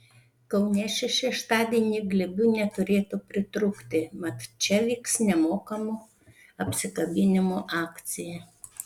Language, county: Lithuanian, Panevėžys